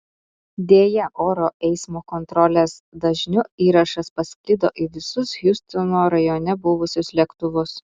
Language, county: Lithuanian, Utena